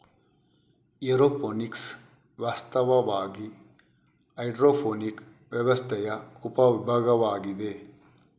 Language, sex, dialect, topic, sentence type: Kannada, male, Coastal/Dakshin, agriculture, statement